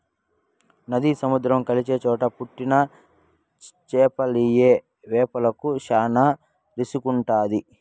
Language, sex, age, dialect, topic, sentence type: Telugu, male, 56-60, Southern, agriculture, statement